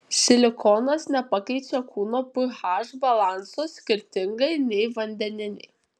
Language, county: Lithuanian, Kaunas